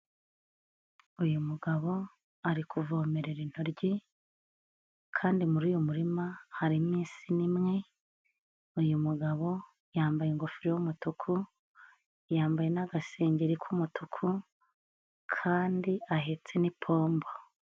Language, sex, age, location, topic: Kinyarwanda, female, 25-35, Nyagatare, agriculture